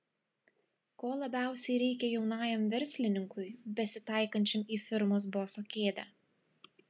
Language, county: Lithuanian, Klaipėda